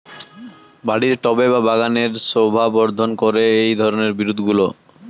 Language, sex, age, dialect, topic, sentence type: Bengali, male, 18-24, Rajbangshi, agriculture, question